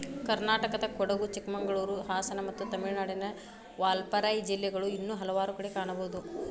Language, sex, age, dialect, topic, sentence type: Kannada, female, 25-30, Dharwad Kannada, agriculture, statement